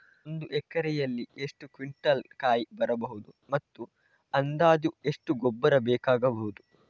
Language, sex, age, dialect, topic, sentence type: Kannada, male, 25-30, Coastal/Dakshin, agriculture, question